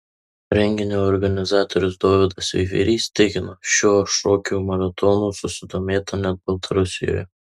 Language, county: Lithuanian, Tauragė